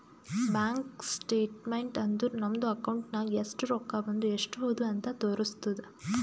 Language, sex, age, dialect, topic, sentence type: Kannada, female, 18-24, Northeastern, banking, statement